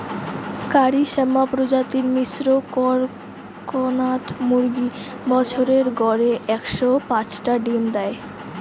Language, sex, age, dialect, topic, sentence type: Bengali, female, <18, Rajbangshi, agriculture, statement